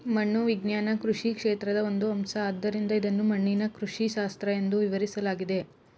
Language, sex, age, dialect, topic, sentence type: Kannada, male, 36-40, Mysore Kannada, agriculture, statement